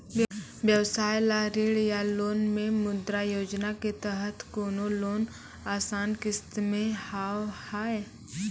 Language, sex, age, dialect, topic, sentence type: Maithili, female, 18-24, Angika, banking, question